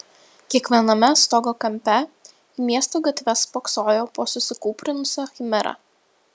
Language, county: Lithuanian, Vilnius